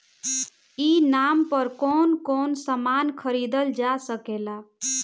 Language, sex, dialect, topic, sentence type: Bhojpuri, female, Northern, agriculture, question